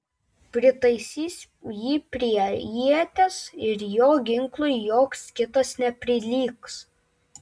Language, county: Lithuanian, Klaipėda